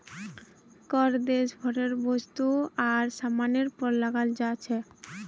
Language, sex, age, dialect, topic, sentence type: Magahi, female, 18-24, Northeastern/Surjapuri, banking, statement